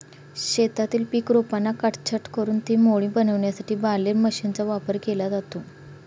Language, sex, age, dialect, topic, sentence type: Marathi, female, 31-35, Standard Marathi, agriculture, statement